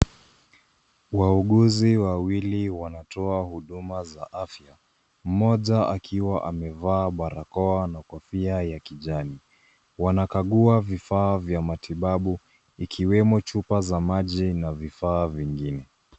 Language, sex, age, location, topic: Swahili, male, 25-35, Nairobi, health